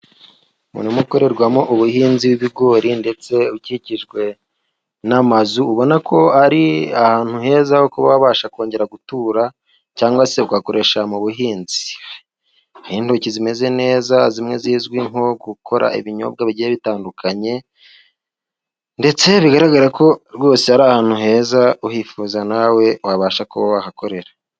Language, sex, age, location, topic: Kinyarwanda, male, 25-35, Musanze, agriculture